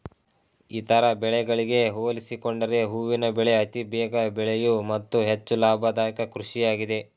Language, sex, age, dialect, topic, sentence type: Kannada, male, 18-24, Mysore Kannada, agriculture, statement